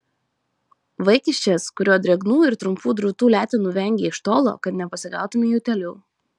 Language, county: Lithuanian, Šiauliai